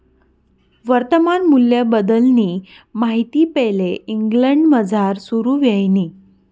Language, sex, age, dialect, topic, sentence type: Marathi, female, 31-35, Northern Konkan, banking, statement